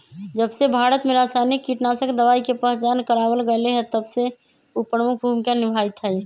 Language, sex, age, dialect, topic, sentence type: Magahi, male, 25-30, Western, agriculture, statement